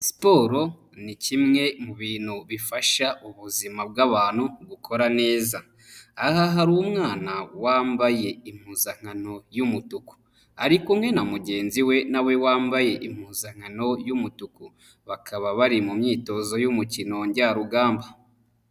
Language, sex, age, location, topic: Kinyarwanda, male, 25-35, Nyagatare, government